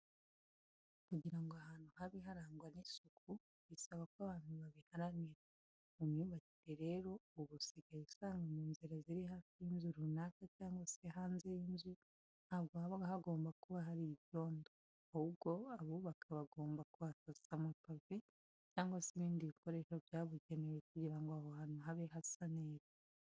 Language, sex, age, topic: Kinyarwanda, female, 25-35, education